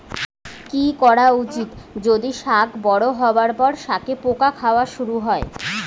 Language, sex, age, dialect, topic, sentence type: Bengali, female, 25-30, Rajbangshi, agriculture, question